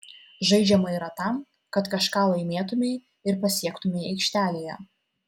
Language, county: Lithuanian, Vilnius